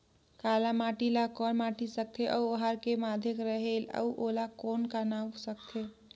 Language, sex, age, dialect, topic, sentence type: Chhattisgarhi, female, 18-24, Northern/Bhandar, agriculture, question